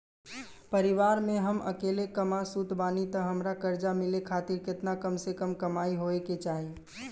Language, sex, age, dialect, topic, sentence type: Bhojpuri, male, 18-24, Southern / Standard, banking, question